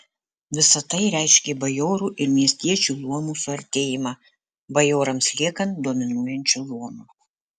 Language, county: Lithuanian, Alytus